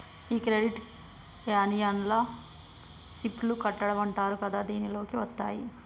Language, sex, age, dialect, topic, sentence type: Telugu, female, 25-30, Telangana, banking, statement